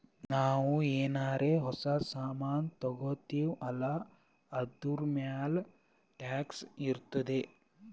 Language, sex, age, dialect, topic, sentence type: Kannada, male, 18-24, Northeastern, banking, statement